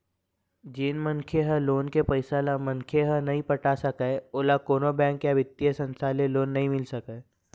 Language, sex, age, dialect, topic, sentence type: Chhattisgarhi, male, 46-50, Eastern, banking, statement